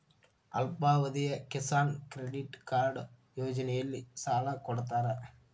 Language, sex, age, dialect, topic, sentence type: Kannada, male, 18-24, Dharwad Kannada, agriculture, statement